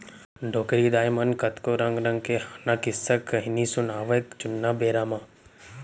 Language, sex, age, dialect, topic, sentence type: Chhattisgarhi, male, 18-24, Central, agriculture, statement